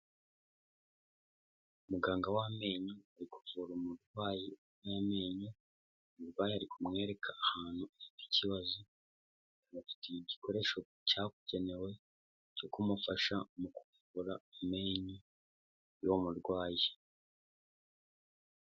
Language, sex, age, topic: Kinyarwanda, male, 18-24, health